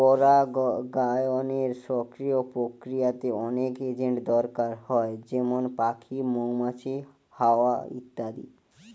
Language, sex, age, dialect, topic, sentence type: Bengali, male, <18, Western, agriculture, statement